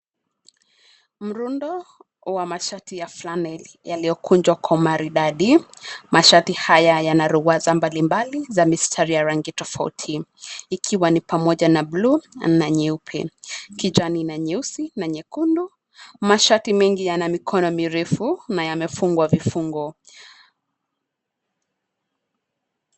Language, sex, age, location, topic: Swahili, female, 25-35, Nairobi, finance